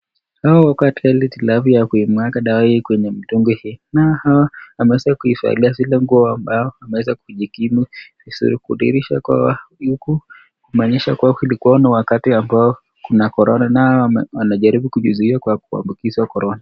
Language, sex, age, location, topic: Swahili, male, 25-35, Nakuru, health